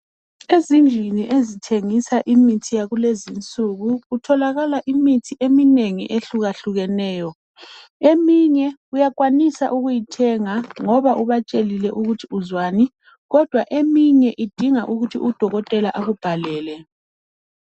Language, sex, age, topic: North Ndebele, female, 25-35, health